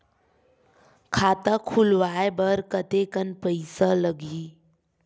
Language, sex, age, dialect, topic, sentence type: Chhattisgarhi, female, 18-24, Western/Budati/Khatahi, banking, question